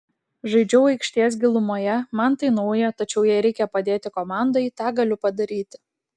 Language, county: Lithuanian, Klaipėda